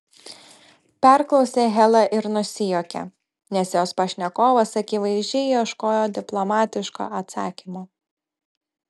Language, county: Lithuanian, Telšiai